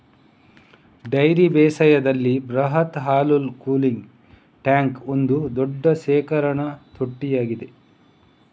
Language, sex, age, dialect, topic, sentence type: Kannada, male, 25-30, Coastal/Dakshin, agriculture, statement